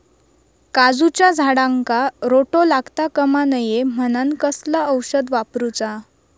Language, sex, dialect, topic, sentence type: Marathi, female, Southern Konkan, agriculture, question